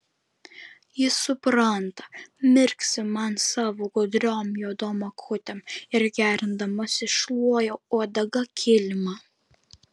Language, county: Lithuanian, Vilnius